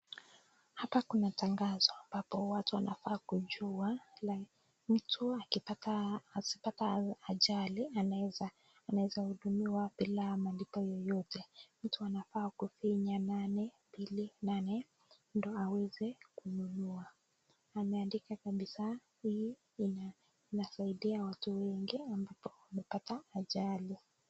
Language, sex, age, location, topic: Swahili, female, 18-24, Nakuru, finance